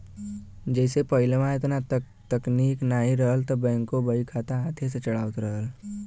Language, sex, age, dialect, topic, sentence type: Bhojpuri, male, 18-24, Western, banking, statement